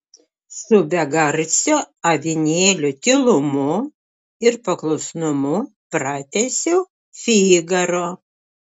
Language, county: Lithuanian, Klaipėda